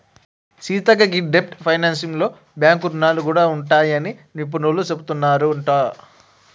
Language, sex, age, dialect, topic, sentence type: Telugu, male, 18-24, Telangana, banking, statement